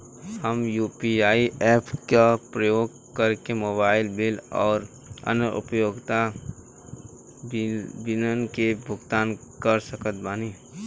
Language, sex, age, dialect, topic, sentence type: Bhojpuri, male, 18-24, Southern / Standard, banking, statement